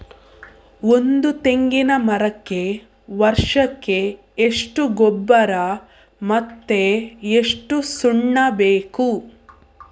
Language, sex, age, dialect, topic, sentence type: Kannada, female, 18-24, Coastal/Dakshin, agriculture, question